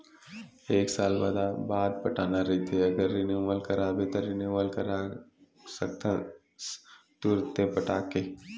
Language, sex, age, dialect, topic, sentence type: Chhattisgarhi, male, 18-24, Western/Budati/Khatahi, banking, statement